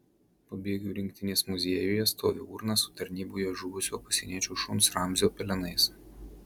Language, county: Lithuanian, Marijampolė